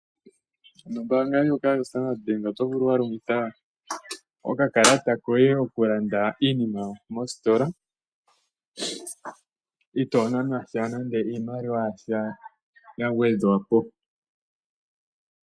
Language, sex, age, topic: Oshiwambo, male, 18-24, finance